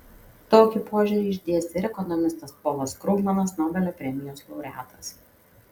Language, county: Lithuanian, Kaunas